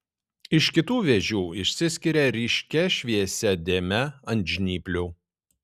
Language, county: Lithuanian, Šiauliai